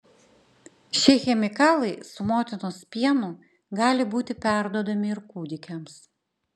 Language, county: Lithuanian, Klaipėda